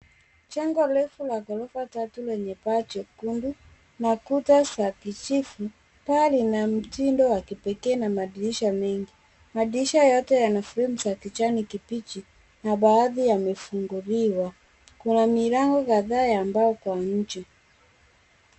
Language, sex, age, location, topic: Swahili, female, 18-24, Kisii, education